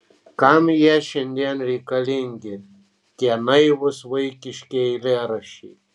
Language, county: Lithuanian, Kaunas